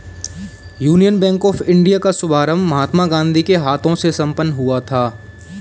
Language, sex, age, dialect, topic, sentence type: Hindi, male, 18-24, Kanauji Braj Bhasha, banking, statement